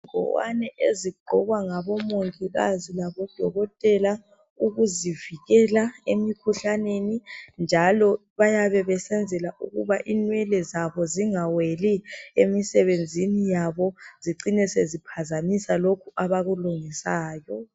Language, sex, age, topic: North Ndebele, female, 25-35, health